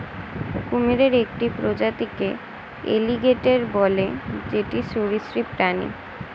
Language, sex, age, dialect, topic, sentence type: Bengali, female, 18-24, Standard Colloquial, agriculture, statement